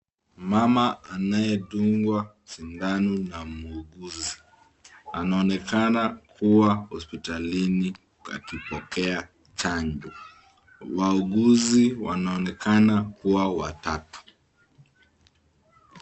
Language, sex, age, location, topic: Swahili, male, 25-35, Nakuru, health